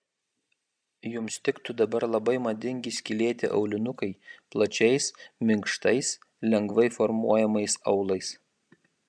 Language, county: Lithuanian, Kaunas